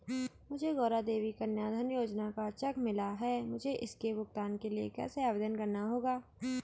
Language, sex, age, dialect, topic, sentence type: Hindi, male, 31-35, Garhwali, banking, question